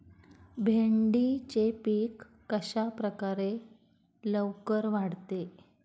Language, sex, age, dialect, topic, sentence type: Marathi, female, 25-30, Standard Marathi, agriculture, question